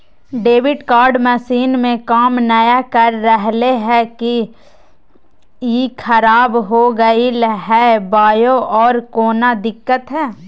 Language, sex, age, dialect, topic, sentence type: Magahi, female, 18-24, Southern, banking, question